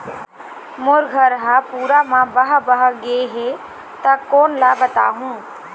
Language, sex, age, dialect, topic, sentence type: Chhattisgarhi, female, 51-55, Eastern, banking, question